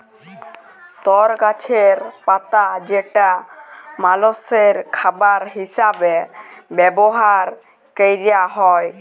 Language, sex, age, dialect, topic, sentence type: Bengali, male, <18, Jharkhandi, agriculture, statement